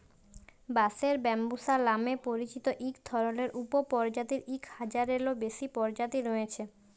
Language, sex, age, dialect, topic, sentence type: Bengali, male, 18-24, Jharkhandi, agriculture, statement